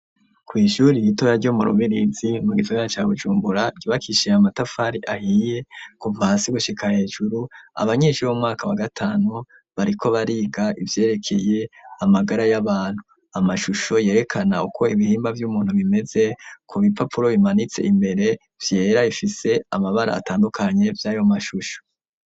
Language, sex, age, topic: Rundi, male, 25-35, education